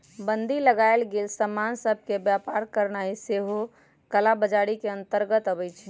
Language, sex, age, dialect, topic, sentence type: Magahi, female, 18-24, Western, banking, statement